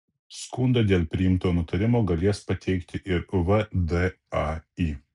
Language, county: Lithuanian, Kaunas